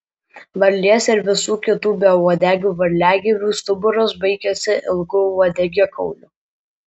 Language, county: Lithuanian, Alytus